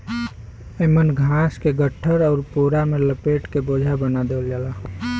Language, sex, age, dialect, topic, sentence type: Bhojpuri, male, 18-24, Western, agriculture, statement